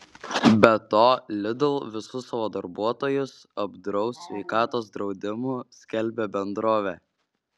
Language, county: Lithuanian, Šiauliai